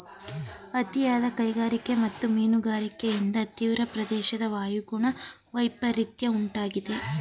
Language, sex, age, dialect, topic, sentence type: Kannada, female, 25-30, Mysore Kannada, agriculture, statement